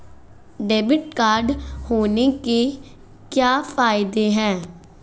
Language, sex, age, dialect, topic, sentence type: Hindi, female, 31-35, Marwari Dhudhari, banking, question